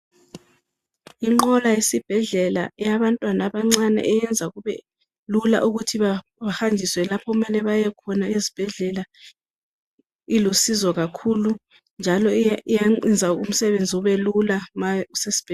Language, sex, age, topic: North Ndebele, female, 25-35, health